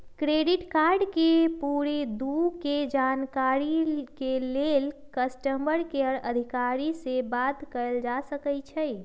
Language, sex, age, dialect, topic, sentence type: Magahi, female, 25-30, Western, banking, statement